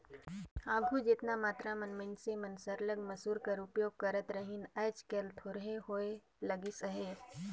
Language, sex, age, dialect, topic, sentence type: Chhattisgarhi, female, 25-30, Northern/Bhandar, agriculture, statement